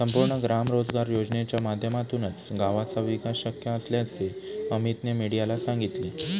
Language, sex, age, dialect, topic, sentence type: Marathi, male, 18-24, Standard Marathi, banking, statement